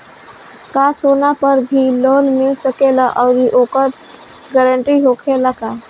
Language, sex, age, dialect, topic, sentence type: Bhojpuri, female, 18-24, Northern, banking, question